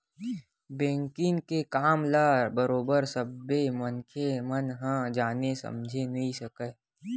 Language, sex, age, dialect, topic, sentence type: Chhattisgarhi, male, 25-30, Western/Budati/Khatahi, banking, statement